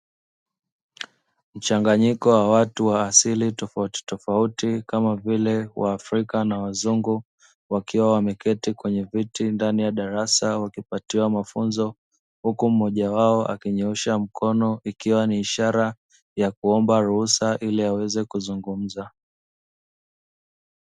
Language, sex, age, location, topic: Swahili, male, 25-35, Dar es Salaam, education